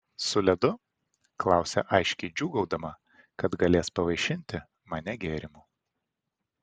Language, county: Lithuanian, Vilnius